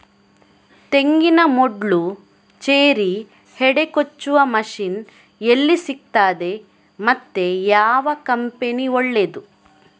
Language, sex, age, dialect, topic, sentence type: Kannada, female, 18-24, Coastal/Dakshin, agriculture, question